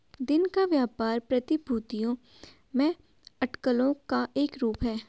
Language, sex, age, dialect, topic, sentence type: Hindi, female, 18-24, Garhwali, banking, statement